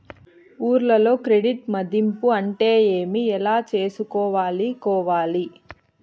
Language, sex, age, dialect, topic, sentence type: Telugu, female, 31-35, Southern, banking, question